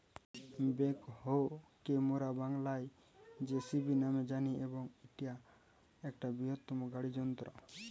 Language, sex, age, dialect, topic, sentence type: Bengali, male, 18-24, Western, agriculture, statement